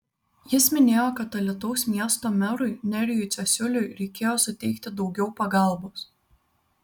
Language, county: Lithuanian, Vilnius